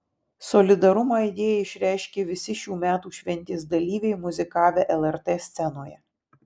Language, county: Lithuanian, Vilnius